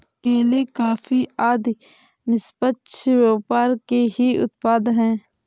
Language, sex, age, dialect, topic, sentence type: Hindi, female, 18-24, Awadhi Bundeli, banking, statement